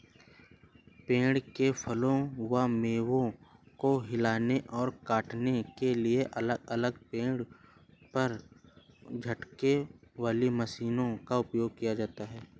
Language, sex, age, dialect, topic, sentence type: Hindi, male, 18-24, Awadhi Bundeli, agriculture, statement